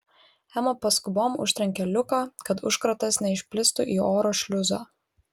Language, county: Lithuanian, Vilnius